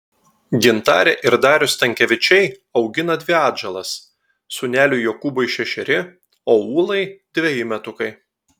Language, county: Lithuanian, Telšiai